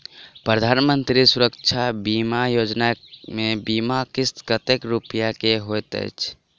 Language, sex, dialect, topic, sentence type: Maithili, male, Southern/Standard, banking, question